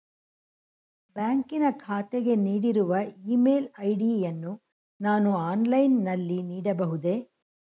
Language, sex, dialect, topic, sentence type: Kannada, female, Mysore Kannada, banking, question